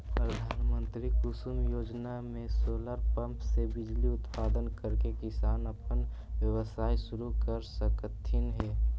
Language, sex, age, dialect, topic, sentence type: Magahi, female, 18-24, Central/Standard, banking, statement